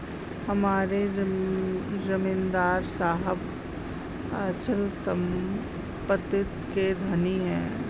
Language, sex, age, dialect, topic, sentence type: Hindi, female, 36-40, Hindustani Malvi Khadi Boli, banking, statement